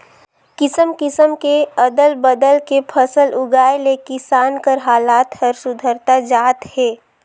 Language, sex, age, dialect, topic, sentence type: Chhattisgarhi, female, 18-24, Northern/Bhandar, agriculture, statement